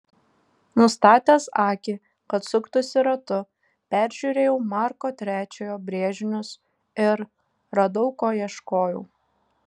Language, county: Lithuanian, Šiauliai